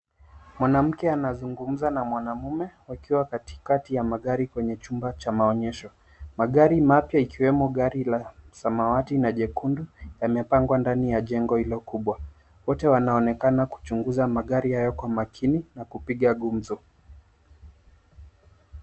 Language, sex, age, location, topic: Swahili, male, 25-35, Nairobi, finance